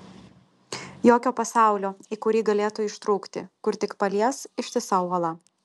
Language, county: Lithuanian, Telšiai